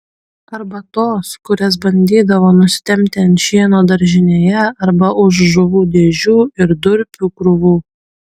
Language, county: Lithuanian, Kaunas